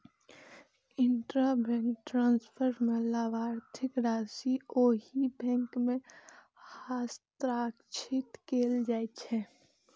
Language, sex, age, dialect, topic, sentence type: Maithili, female, 18-24, Eastern / Thethi, banking, statement